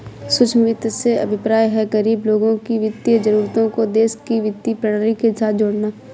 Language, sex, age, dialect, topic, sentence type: Hindi, female, 25-30, Awadhi Bundeli, banking, statement